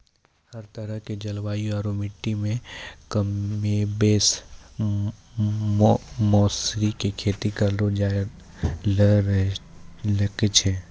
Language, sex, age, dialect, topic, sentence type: Maithili, male, 18-24, Angika, agriculture, statement